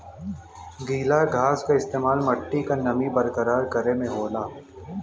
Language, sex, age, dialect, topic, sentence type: Bhojpuri, male, 18-24, Western, agriculture, statement